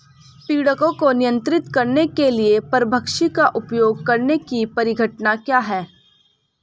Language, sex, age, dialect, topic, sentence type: Hindi, female, 18-24, Hindustani Malvi Khadi Boli, agriculture, question